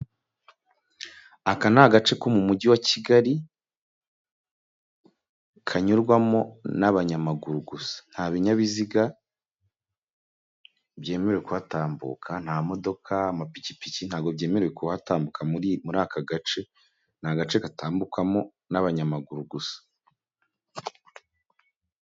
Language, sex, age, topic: Kinyarwanda, male, 25-35, government